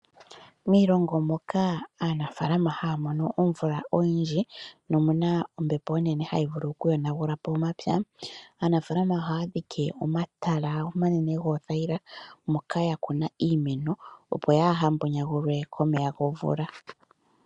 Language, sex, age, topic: Oshiwambo, female, 25-35, agriculture